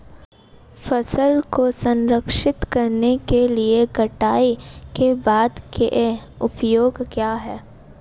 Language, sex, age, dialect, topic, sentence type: Hindi, female, 18-24, Marwari Dhudhari, agriculture, question